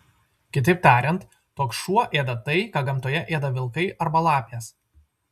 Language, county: Lithuanian, Vilnius